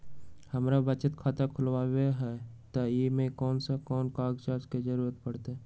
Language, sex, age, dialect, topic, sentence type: Magahi, male, 18-24, Western, banking, question